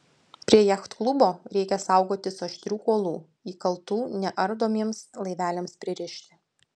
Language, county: Lithuanian, Utena